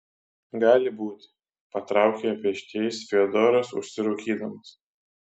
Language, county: Lithuanian, Kaunas